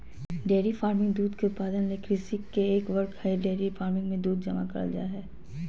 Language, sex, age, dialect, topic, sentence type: Magahi, female, 31-35, Southern, agriculture, statement